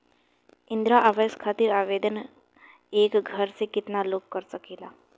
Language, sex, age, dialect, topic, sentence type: Bhojpuri, female, 18-24, Southern / Standard, banking, question